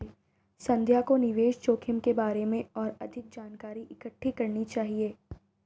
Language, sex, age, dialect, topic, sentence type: Hindi, female, 18-24, Marwari Dhudhari, banking, statement